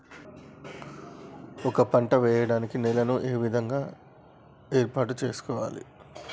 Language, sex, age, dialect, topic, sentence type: Telugu, male, 36-40, Telangana, agriculture, question